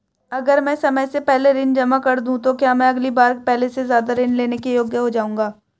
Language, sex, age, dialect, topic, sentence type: Hindi, male, 18-24, Hindustani Malvi Khadi Boli, banking, question